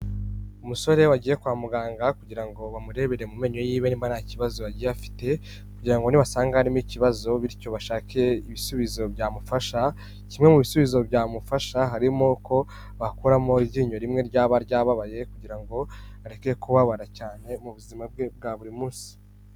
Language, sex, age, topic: Kinyarwanda, male, 18-24, health